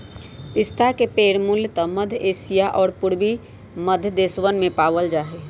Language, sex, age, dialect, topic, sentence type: Magahi, male, 18-24, Western, agriculture, statement